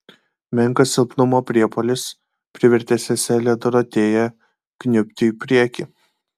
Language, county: Lithuanian, Kaunas